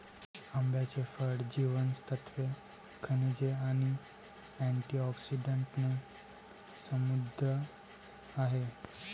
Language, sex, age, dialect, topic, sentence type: Marathi, male, 18-24, Varhadi, agriculture, statement